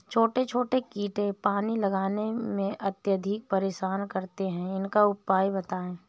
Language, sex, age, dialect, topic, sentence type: Hindi, female, 31-35, Awadhi Bundeli, agriculture, question